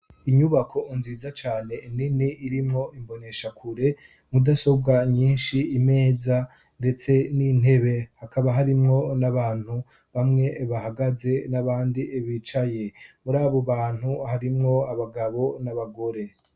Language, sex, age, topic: Rundi, male, 25-35, education